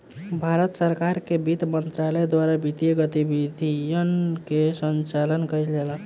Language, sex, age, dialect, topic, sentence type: Bhojpuri, male, <18, Southern / Standard, banking, statement